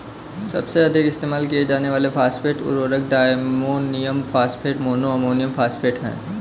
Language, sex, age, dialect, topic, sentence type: Hindi, male, 18-24, Kanauji Braj Bhasha, agriculture, statement